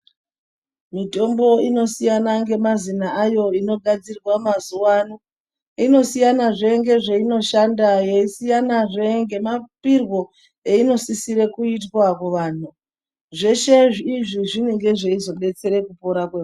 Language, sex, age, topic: Ndau, female, 36-49, health